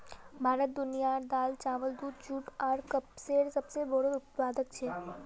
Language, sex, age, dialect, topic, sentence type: Magahi, female, 36-40, Northeastern/Surjapuri, agriculture, statement